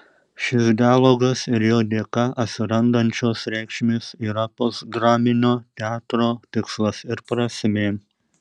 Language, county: Lithuanian, Šiauliai